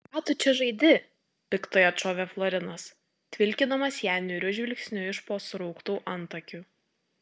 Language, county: Lithuanian, Tauragė